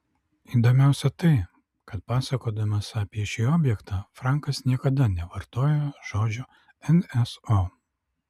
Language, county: Lithuanian, Alytus